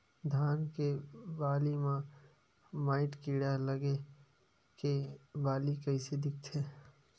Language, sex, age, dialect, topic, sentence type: Chhattisgarhi, male, 25-30, Western/Budati/Khatahi, agriculture, question